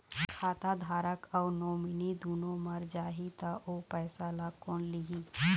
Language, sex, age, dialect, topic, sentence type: Chhattisgarhi, female, 25-30, Eastern, banking, question